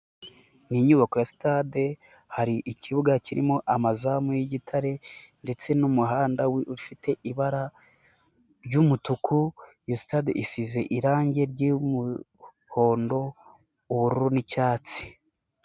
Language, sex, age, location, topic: Kinyarwanda, male, 18-24, Nyagatare, government